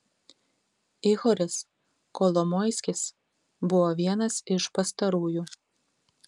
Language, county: Lithuanian, Tauragė